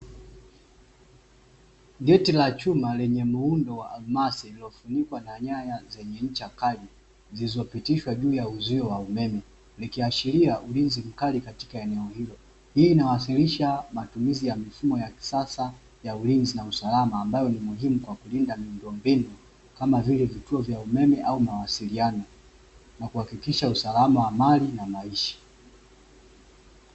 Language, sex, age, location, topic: Swahili, male, 25-35, Dar es Salaam, government